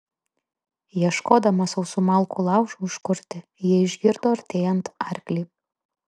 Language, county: Lithuanian, Kaunas